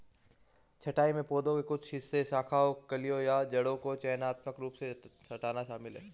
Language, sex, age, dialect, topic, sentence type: Hindi, male, 25-30, Marwari Dhudhari, agriculture, statement